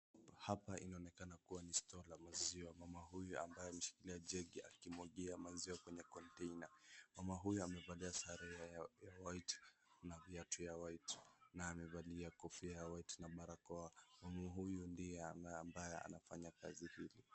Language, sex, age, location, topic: Swahili, male, 25-35, Wajir, agriculture